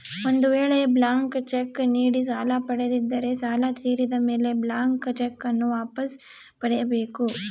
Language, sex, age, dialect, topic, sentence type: Kannada, female, 18-24, Central, banking, statement